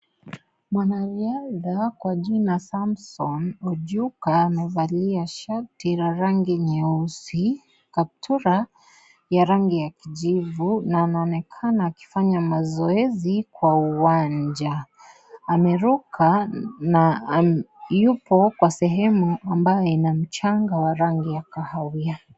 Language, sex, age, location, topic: Swahili, female, 18-24, Kisii, education